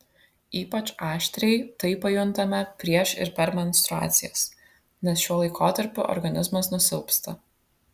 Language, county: Lithuanian, Vilnius